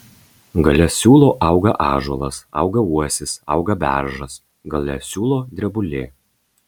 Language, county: Lithuanian, Marijampolė